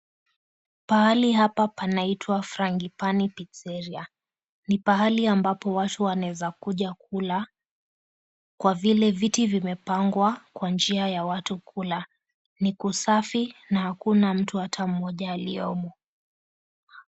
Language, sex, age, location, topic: Swahili, female, 18-24, Mombasa, government